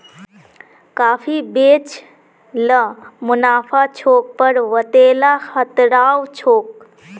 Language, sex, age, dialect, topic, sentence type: Magahi, female, 18-24, Northeastern/Surjapuri, agriculture, statement